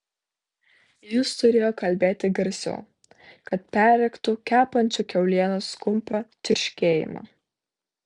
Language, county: Lithuanian, Vilnius